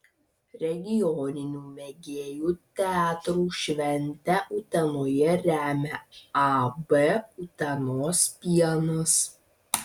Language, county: Lithuanian, Vilnius